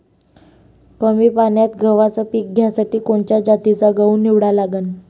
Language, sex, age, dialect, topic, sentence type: Marathi, female, 41-45, Varhadi, agriculture, question